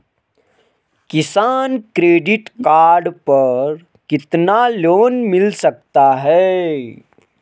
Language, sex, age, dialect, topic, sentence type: Hindi, male, 18-24, Garhwali, banking, question